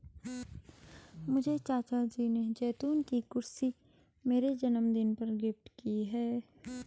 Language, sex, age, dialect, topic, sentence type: Hindi, male, 31-35, Garhwali, agriculture, statement